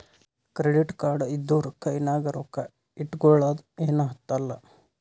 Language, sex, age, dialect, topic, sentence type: Kannada, male, 18-24, Northeastern, banking, statement